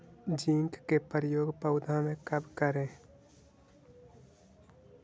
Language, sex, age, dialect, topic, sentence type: Magahi, male, 56-60, Central/Standard, agriculture, question